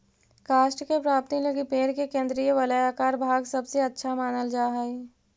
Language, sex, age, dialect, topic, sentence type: Magahi, female, 18-24, Central/Standard, banking, statement